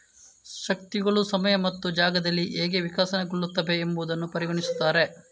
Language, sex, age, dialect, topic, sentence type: Kannada, male, 18-24, Coastal/Dakshin, agriculture, statement